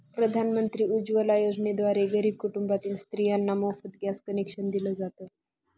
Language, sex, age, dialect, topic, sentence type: Marathi, female, 41-45, Northern Konkan, agriculture, statement